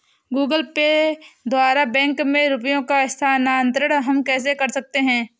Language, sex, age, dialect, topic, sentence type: Hindi, female, 18-24, Awadhi Bundeli, banking, question